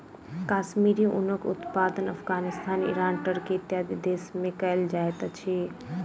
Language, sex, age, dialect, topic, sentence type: Maithili, female, 25-30, Southern/Standard, agriculture, statement